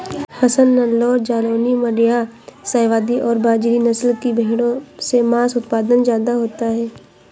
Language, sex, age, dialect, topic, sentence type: Hindi, female, 25-30, Awadhi Bundeli, agriculture, statement